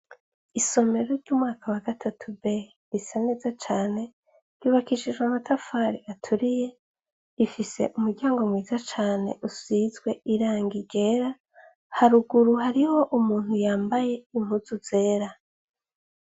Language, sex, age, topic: Rundi, female, 25-35, education